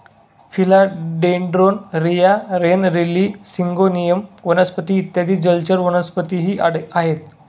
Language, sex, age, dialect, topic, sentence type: Marathi, male, 18-24, Standard Marathi, agriculture, statement